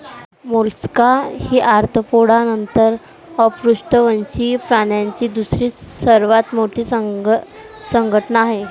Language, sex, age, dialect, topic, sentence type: Marathi, female, 18-24, Varhadi, agriculture, statement